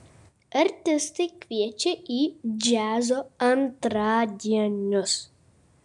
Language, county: Lithuanian, Kaunas